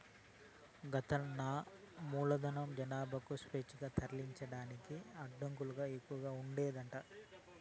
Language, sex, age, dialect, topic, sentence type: Telugu, male, 31-35, Southern, banking, statement